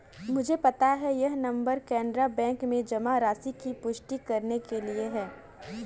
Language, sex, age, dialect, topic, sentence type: Hindi, female, 18-24, Kanauji Braj Bhasha, banking, statement